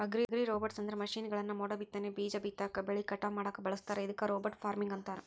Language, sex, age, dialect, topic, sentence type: Kannada, female, 41-45, Dharwad Kannada, agriculture, statement